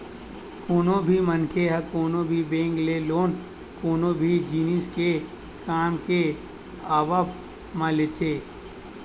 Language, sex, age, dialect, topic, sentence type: Chhattisgarhi, male, 18-24, Western/Budati/Khatahi, banking, statement